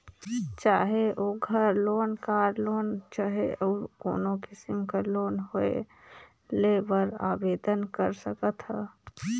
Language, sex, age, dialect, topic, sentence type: Chhattisgarhi, female, 18-24, Northern/Bhandar, banking, statement